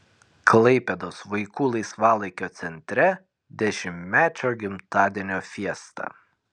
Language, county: Lithuanian, Kaunas